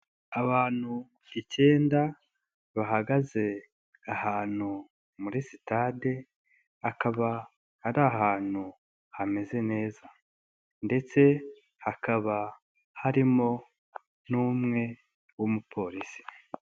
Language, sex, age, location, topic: Kinyarwanda, male, 18-24, Nyagatare, government